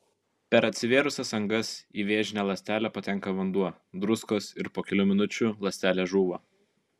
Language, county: Lithuanian, Kaunas